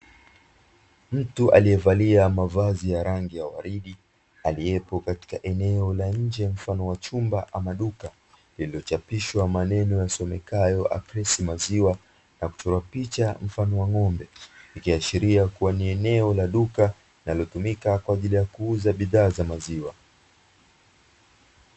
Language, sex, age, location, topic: Swahili, male, 25-35, Dar es Salaam, finance